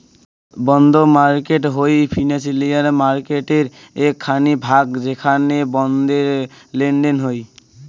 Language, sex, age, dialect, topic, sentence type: Bengali, male, <18, Rajbangshi, banking, statement